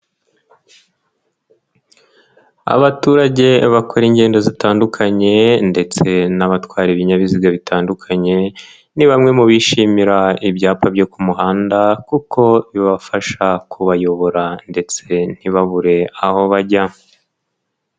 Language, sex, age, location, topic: Kinyarwanda, male, 18-24, Nyagatare, government